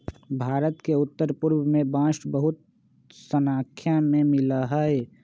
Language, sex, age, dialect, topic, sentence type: Magahi, male, 25-30, Western, agriculture, statement